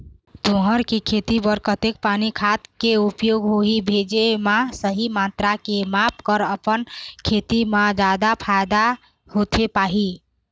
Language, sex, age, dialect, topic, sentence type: Chhattisgarhi, female, 18-24, Eastern, agriculture, question